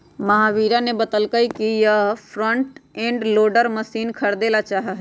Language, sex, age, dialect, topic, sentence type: Magahi, female, 25-30, Western, agriculture, statement